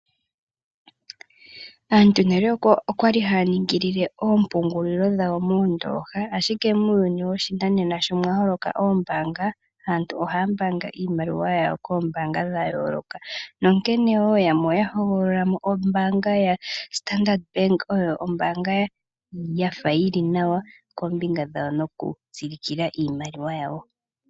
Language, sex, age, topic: Oshiwambo, female, 25-35, finance